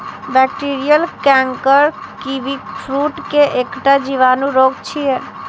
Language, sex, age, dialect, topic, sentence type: Maithili, female, 18-24, Eastern / Thethi, agriculture, statement